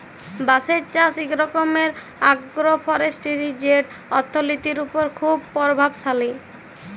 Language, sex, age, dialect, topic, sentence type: Bengali, female, 18-24, Jharkhandi, agriculture, statement